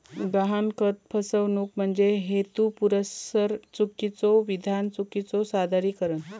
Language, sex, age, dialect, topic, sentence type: Marathi, female, 56-60, Southern Konkan, banking, statement